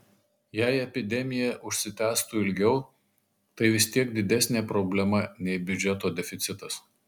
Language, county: Lithuanian, Marijampolė